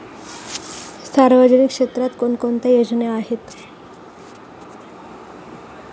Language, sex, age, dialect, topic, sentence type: Marathi, female, 41-45, Standard Marathi, banking, question